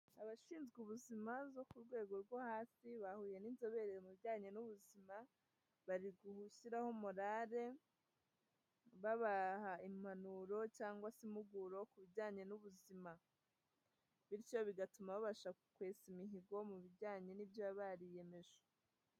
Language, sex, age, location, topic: Kinyarwanda, female, 18-24, Huye, health